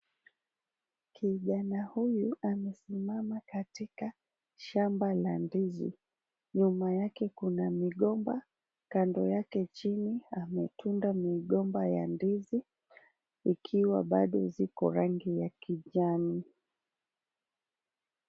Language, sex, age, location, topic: Swahili, female, 36-49, Mombasa, agriculture